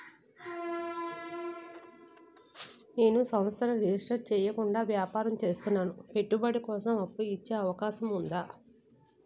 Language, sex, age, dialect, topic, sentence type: Telugu, female, 36-40, Utterandhra, banking, question